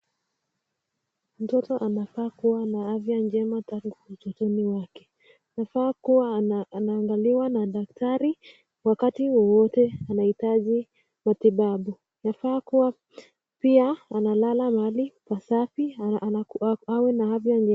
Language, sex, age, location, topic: Swahili, female, 18-24, Nakuru, health